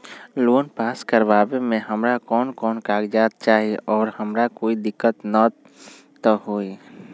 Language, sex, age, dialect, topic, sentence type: Magahi, male, 25-30, Western, banking, question